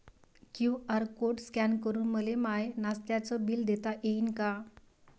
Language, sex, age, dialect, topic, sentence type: Marathi, female, 36-40, Varhadi, banking, question